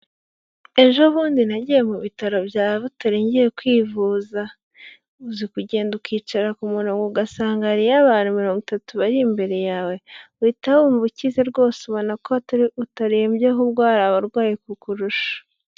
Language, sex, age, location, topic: Kinyarwanda, female, 25-35, Huye, government